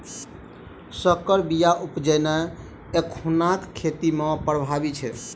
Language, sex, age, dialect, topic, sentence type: Maithili, male, 18-24, Southern/Standard, agriculture, statement